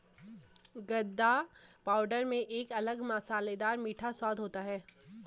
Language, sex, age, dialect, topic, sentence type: Hindi, female, 18-24, Garhwali, agriculture, statement